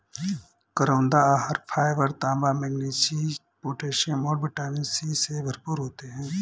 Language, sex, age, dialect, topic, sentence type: Hindi, male, 25-30, Awadhi Bundeli, agriculture, statement